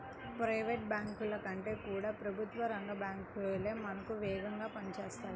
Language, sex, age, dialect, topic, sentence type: Telugu, female, 25-30, Central/Coastal, banking, statement